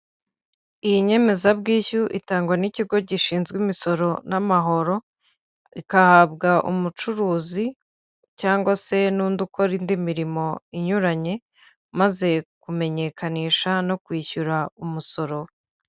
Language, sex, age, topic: Kinyarwanda, female, 25-35, finance